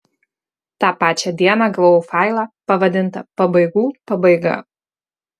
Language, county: Lithuanian, Marijampolė